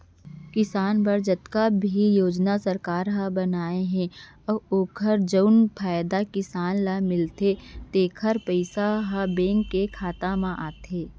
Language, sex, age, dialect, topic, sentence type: Chhattisgarhi, female, 25-30, Central, banking, statement